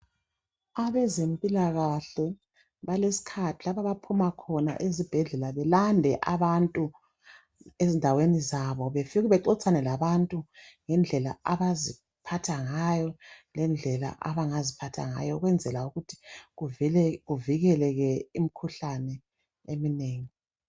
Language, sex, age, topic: North Ndebele, male, 36-49, health